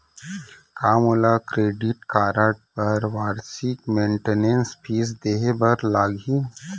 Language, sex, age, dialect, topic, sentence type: Chhattisgarhi, male, 18-24, Central, banking, question